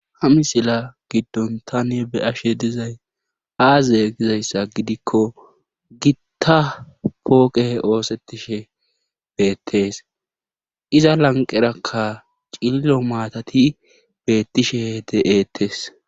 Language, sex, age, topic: Gamo, male, 25-35, government